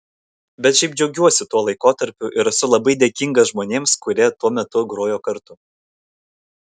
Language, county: Lithuanian, Kaunas